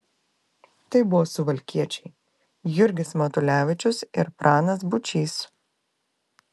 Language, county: Lithuanian, Klaipėda